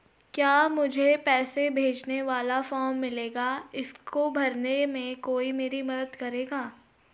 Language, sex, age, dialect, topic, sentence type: Hindi, female, 36-40, Garhwali, banking, question